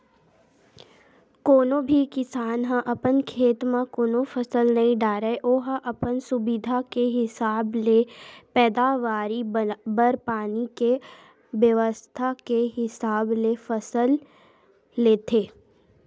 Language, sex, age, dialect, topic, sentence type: Chhattisgarhi, female, 18-24, Western/Budati/Khatahi, agriculture, statement